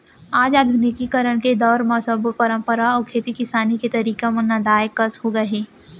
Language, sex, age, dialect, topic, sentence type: Chhattisgarhi, female, 18-24, Central, agriculture, statement